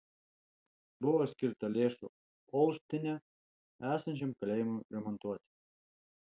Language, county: Lithuanian, Alytus